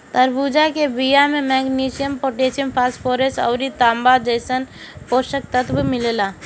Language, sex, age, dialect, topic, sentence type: Bhojpuri, female, 18-24, Northern, agriculture, statement